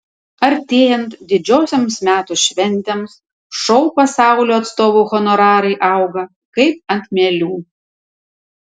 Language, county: Lithuanian, Tauragė